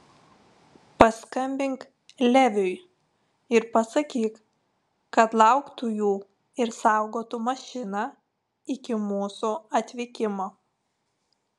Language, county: Lithuanian, Telšiai